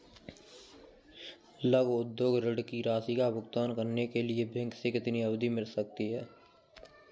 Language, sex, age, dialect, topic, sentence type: Hindi, male, 18-24, Kanauji Braj Bhasha, banking, question